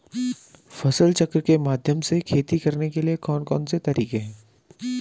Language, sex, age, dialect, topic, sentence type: Hindi, male, 25-30, Garhwali, agriculture, question